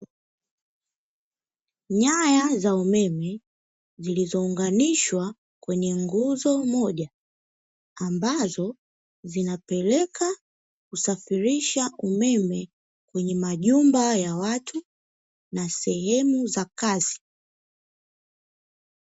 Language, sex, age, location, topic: Swahili, female, 25-35, Dar es Salaam, government